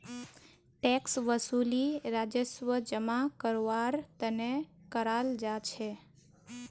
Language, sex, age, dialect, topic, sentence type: Magahi, female, 18-24, Northeastern/Surjapuri, banking, statement